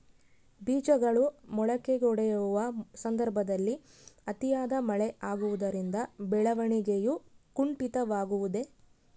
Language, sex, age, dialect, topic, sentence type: Kannada, female, 25-30, Central, agriculture, question